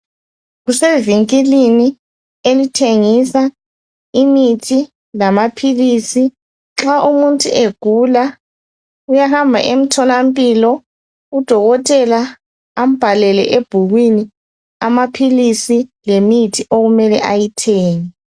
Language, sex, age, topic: North Ndebele, female, 36-49, health